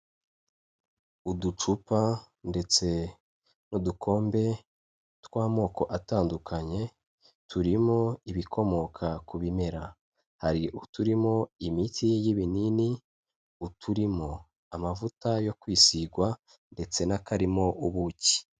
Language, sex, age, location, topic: Kinyarwanda, male, 25-35, Kigali, health